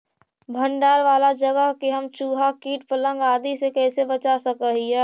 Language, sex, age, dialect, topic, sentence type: Magahi, female, 18-24, Central/Standard, agriculture, question